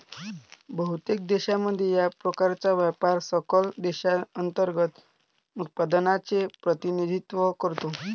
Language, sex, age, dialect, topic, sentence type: Marathi, male, 18-24, Varhadi, banking, statement